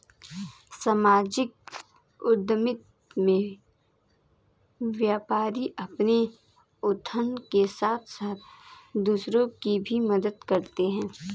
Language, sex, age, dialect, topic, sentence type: Hindi, female, 18-24, Kanauji Braj Bhasha, banking, statement